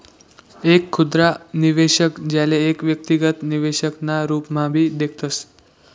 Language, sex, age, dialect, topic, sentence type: Marathi, male, 18-24, Northern Konkan, banking, statement